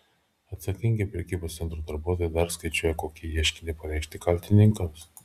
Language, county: Lithuanian, Šiauliai